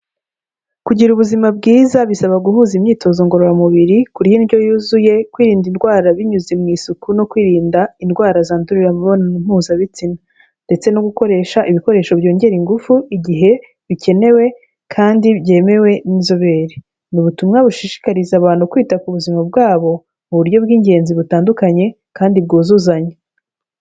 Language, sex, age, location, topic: Kinyarwanda, female, 25-35, Kigali, health